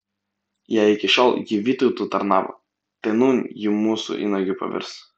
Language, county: Lithuanian, Vilnius